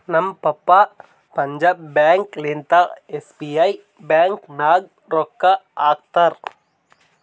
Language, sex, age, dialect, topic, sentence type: Kannada, male, 18-24, Northeastern, banking, statement